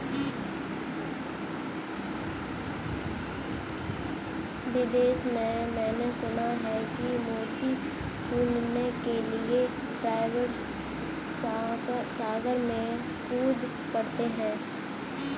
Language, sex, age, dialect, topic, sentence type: Hindi, female, 18-24, Kanauji Braj Bhasha, agriculture, statement